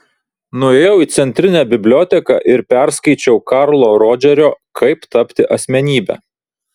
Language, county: Lithuanian, Vilnius